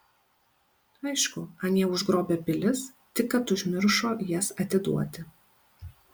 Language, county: Lithuanian, Kaunas